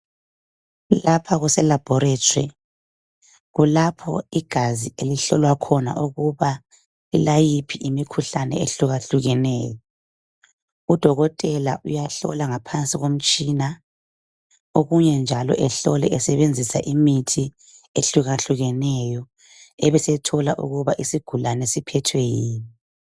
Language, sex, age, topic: North Ndebele, female, 25-35, health